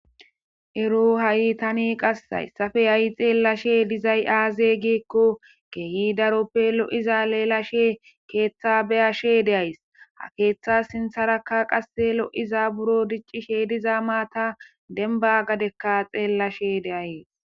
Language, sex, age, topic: Gamo, female, 25-35, government